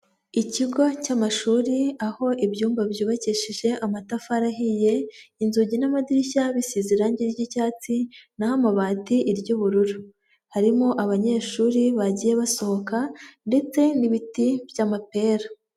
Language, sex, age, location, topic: Kinyarwanda, female, 25-35, Huye, education